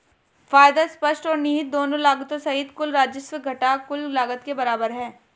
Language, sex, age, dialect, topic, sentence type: Hindi, male, 31-35, Hindustani Malvi Khadi Boli, banking, statement